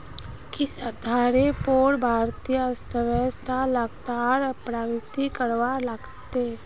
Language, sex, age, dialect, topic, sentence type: Magahi, female, 18-24, Northeastern/Surjapuri, agriculture, statement